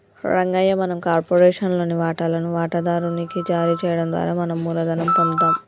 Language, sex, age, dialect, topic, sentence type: Telugu, female, 25-30, Telangana, banking, statement